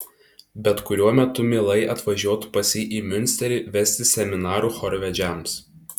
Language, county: Lithuanian, Tauragė